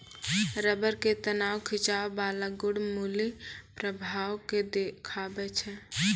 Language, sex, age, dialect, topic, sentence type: Maithili, female, 18-24, Angika, agriculture, statement